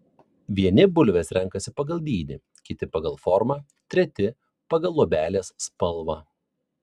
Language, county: Lithuanian, Vilnius